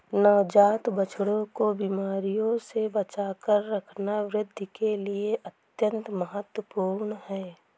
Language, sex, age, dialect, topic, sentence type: Hindi, female, 18-24, Awadhi Bundeli, agriculture, statement